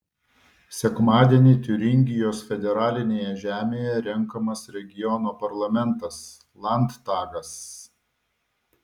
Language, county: Lithuanian, Vilnius